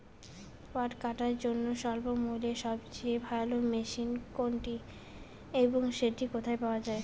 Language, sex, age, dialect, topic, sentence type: Bengali, female, 18-24, Rajbangshi, agriculture, question